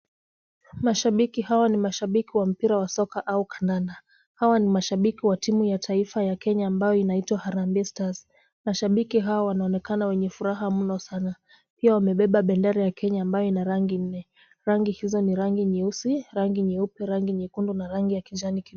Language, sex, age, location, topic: Swahili, female, 25-35, Kisumu, government